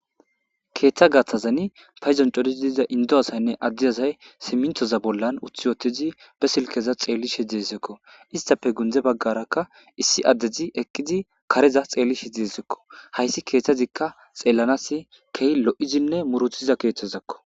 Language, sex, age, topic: Gamo, male, 25-35, government